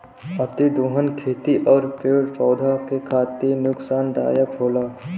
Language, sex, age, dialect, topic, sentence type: Bhojpuri, male, 41-45, Western, agriculture, statement